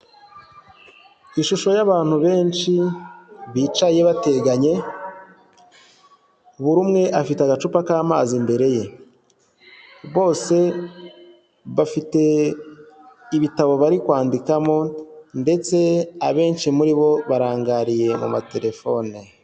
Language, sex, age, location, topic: Kinyarwanda, male, 25-35, Huye, health